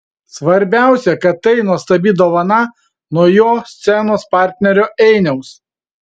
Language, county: Lithuanian, Vilnius